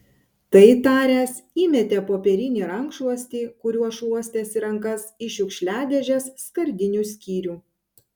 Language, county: Lithuanian, Panevėžys